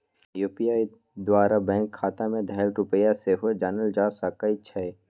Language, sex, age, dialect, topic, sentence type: Magahi, female, 31-35, Western, banking, statement